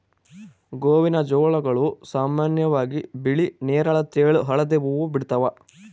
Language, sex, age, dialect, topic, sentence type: Kannada, male, 18-24, Central, agriculture, statement